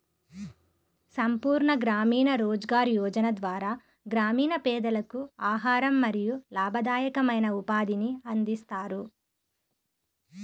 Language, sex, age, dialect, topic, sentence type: Telugu, female, 31-35, Central/Coastal, banking, statement